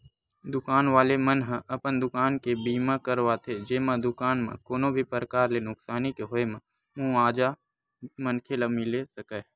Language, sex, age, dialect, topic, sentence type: Chhattisgarhi, male, 18-24, Western/Budati/Khatahi, banking, statement